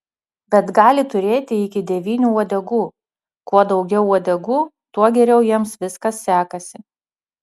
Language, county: Lithuanian, Utena